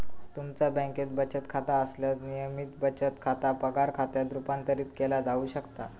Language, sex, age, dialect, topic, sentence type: Marathi, female, 25-30, Southern Konkan, banking, statement